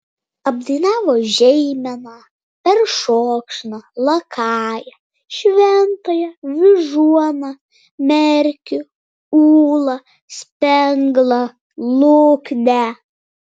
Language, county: Lithuanian, Vilnius